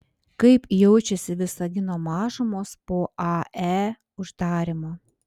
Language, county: Lithuanian, Panevėžys